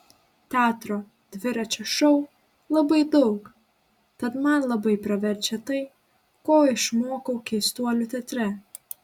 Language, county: Lithuanian, Klaipėda